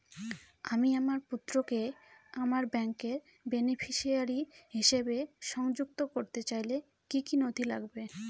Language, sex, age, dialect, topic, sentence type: Bengali, female, 18-24, Northern/Varendri, banking, question